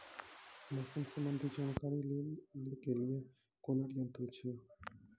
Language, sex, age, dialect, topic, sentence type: Maithili, male, 18-24, Angika, agriculture, question